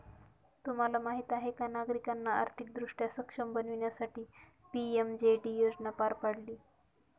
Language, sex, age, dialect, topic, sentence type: Marathi, female, 25-30, Northern Konkan, banking, statement